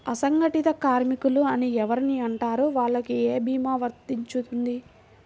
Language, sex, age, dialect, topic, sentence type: Telugu, female, 41-45, Central/Coastal, banking, question